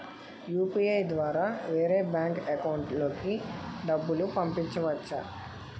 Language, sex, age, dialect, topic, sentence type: Telugu, male, 25-30, Utterandhra, banking, question